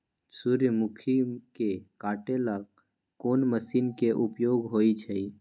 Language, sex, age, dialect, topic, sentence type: Magahi, male, 18-24, Western, agriculture, question